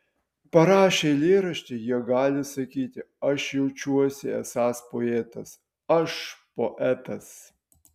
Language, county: Lithuanian, Utena